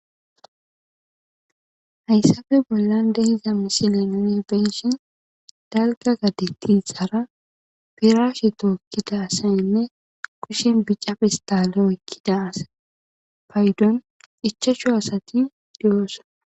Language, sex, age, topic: Gamo, female, 25-35, agriculture